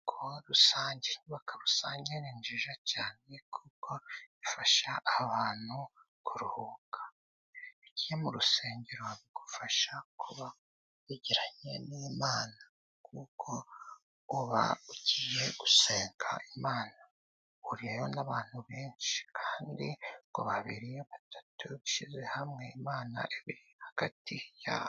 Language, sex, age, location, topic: Kinyarwanda, male, 25-35, Musanze, government